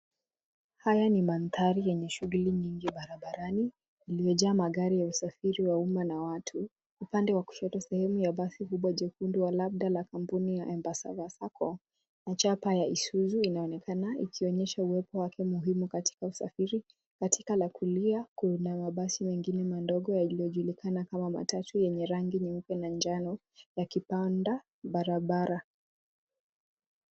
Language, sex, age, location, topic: Swahili, female, 18-24, Nairobi, government